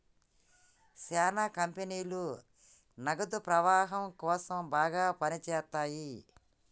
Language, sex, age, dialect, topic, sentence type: Telugu, female, 25-30, Telangana, banking, statement